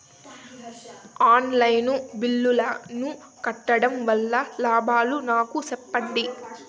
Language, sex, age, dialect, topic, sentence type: Telugu, female, 18-24, Southern, banking, question